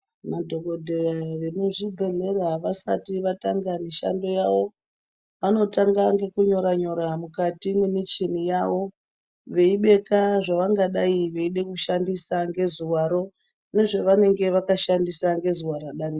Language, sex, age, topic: Ndau, female, 25-35, health